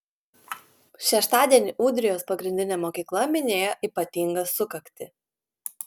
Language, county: Lithuanian, Klaipėda